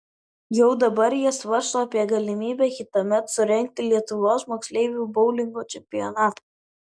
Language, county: Lithuanian, Vilnius